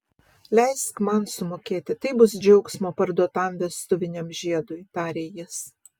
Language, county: Lithuanian, Vilnius